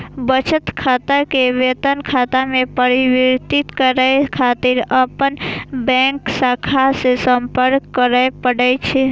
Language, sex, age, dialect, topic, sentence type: Maithili, female, 18-24, Eastern / Thethi, banking, statement